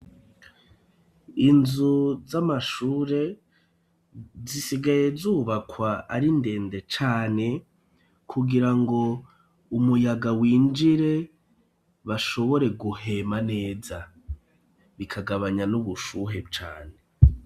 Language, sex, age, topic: Rundi, male, 36-49, education